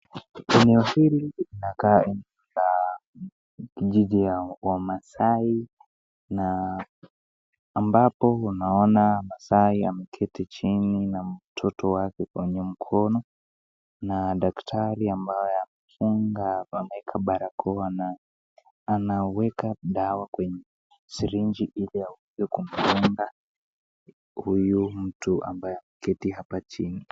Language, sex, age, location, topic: Swahili, female, 36-49, Nakuru, health